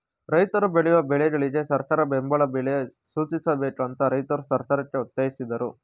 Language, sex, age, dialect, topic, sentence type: Kannada, male, 36-40, Mysore Kannada, agriculture, statement